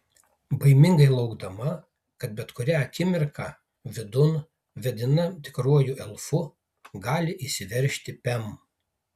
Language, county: Lithuanian, Kaunas